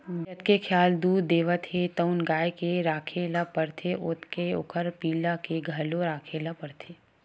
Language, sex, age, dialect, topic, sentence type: Chhattisgarhi, female, 18-24, Western/Budati/Khatahi, agriculture, statement